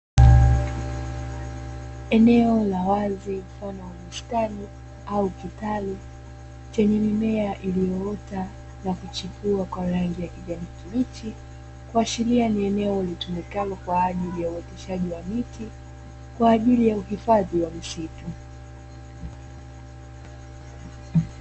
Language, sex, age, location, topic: Swahili, female, 25-35, Dar es Salaam, agriculture